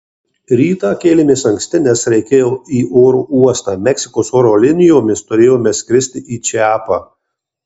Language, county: Lithuanian, Marijampolė